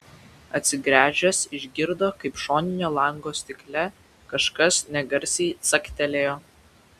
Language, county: Lithuanian, Vilnius